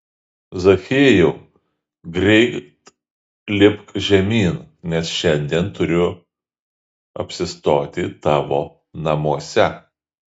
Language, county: Lithuanian, Šiauliai